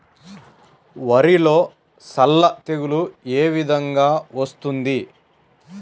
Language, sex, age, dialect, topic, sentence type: Telugu, female, 31-35, Central/Coastal, agriculture, question